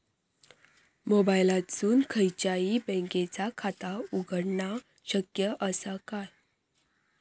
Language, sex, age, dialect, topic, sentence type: Marathi, female, 25-30, Southern Konkan, banking, question